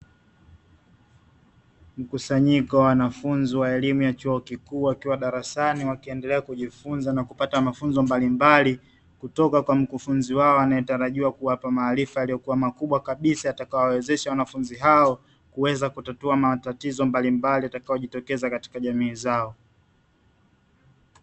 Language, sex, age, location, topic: Swahili, male, 25-35, Dar es Salaam, education